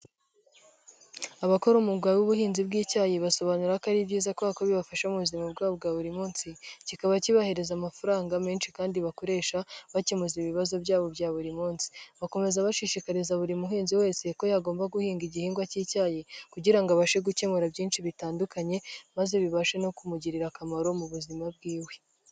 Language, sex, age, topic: Kinyarwanda, female, 18-24, agriculture